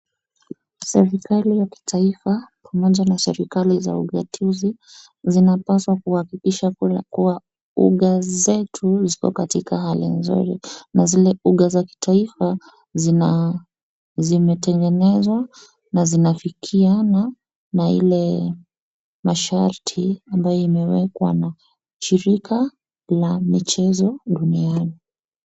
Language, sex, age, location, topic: Swahili, female, 25-35, Wajir, government